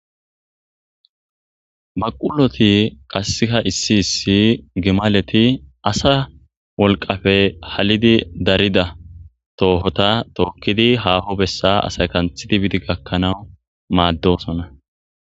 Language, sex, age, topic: Gamo, male, 25-35, agriculture